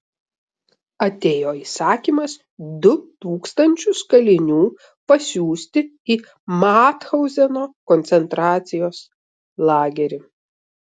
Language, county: Lithuanian, Vilnius